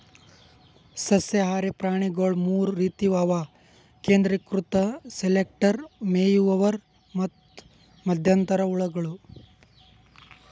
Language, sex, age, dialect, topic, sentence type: Kannada, male, 18-24, Northeastern, agriculture, statement